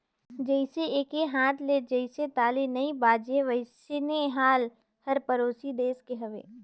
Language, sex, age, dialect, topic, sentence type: Chhattisgarhi, female, 18-24, Northern/Bhandar, banking, statement